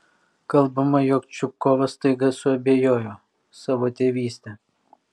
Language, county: Lithuanian, Vilnius